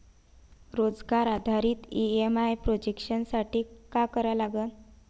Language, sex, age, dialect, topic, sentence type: Marathi, female, 25-30, Varhadi, banking, question